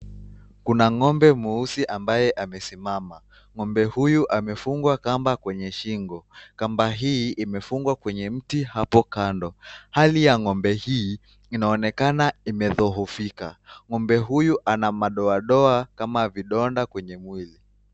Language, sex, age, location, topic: Swahili, male, 18-24, Nakuru, agriculture